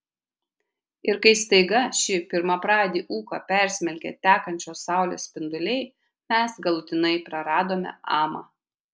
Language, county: Lithuanian, Kaunas